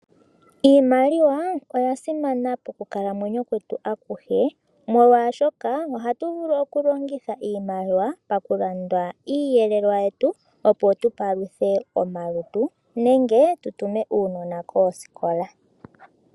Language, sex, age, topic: Oshiwambo, female, 36-49, finance